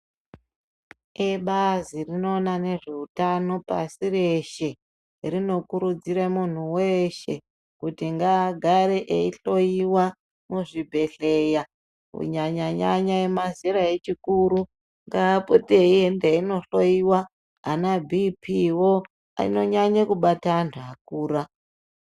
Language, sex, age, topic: Ndau, male, 36-49, health